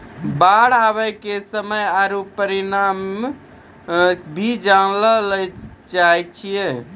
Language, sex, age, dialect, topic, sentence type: Maithili, male, 18-24, Angika, agriculture, question